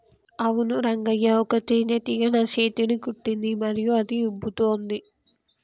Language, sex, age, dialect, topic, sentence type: Telugu, female, 25-30, Telangana, agriculture, statement